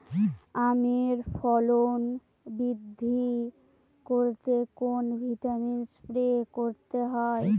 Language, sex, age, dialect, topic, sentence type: Bengali, female, 18-24, Northern/Varendri, agriculture, question